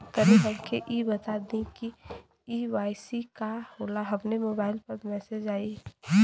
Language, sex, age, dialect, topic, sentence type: Bhojpuri, female, 18-24, Western, banking, question